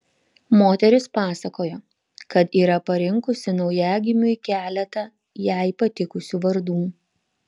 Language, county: Lithuanian, Panevėžys